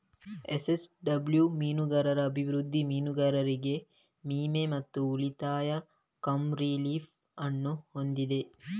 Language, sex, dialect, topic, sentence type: Kannada, male, Coastal/Dakshin, agriculture, statement